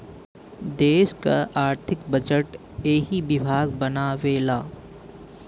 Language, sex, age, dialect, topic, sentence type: Bhojpuri, male, 18-24, Western, banking, statement